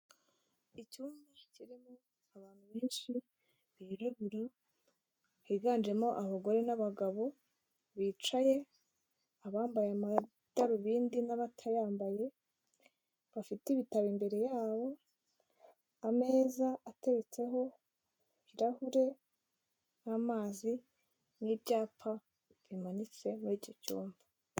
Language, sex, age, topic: Kinyarwanda, female, 25-35, government